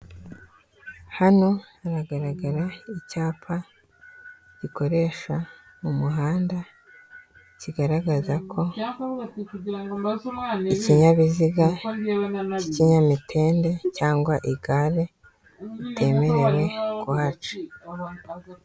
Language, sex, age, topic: Kinyarwanda, female, 18-24, government